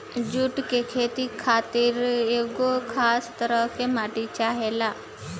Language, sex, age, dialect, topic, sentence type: Bhojpuri, female, 51-55, Southern / Standard, agriculture, statement